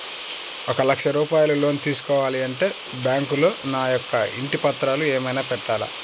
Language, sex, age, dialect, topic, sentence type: Telugu, male, 25-30, Central/Coastal, banking, question